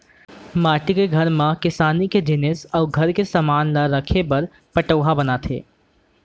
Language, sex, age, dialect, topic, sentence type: Chhattisgarhi, male, 18-24, Central, agriculture, statement